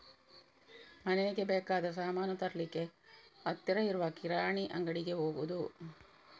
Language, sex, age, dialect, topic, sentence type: Kannada, female, 41-45, Coastal/Dakshin, agriculture, statement